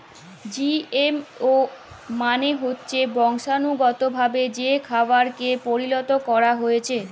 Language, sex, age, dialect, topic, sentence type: Bengali, female, 18-24, Jharkhandi, agriculture, statement